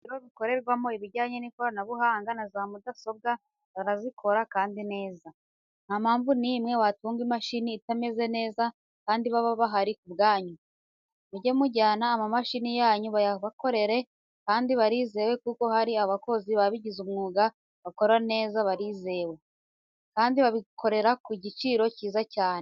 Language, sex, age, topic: Kinyarwanda, female, 18-24, education